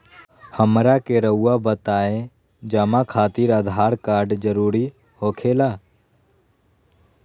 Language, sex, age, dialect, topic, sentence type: Magahi, male, 18-24, Southern, banking, question